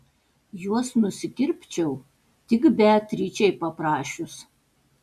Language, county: Lithuanian, Panevėžys